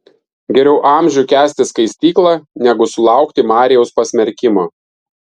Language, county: Lithuanian, Vilnius